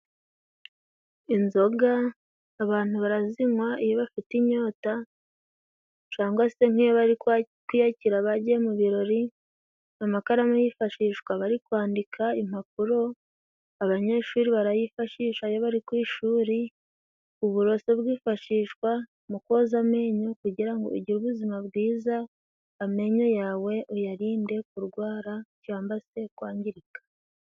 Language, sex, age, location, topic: Kinyarwanda, female, 18-24, Musanze, finance